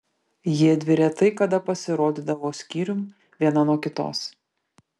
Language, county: Lithuanian, Vilnius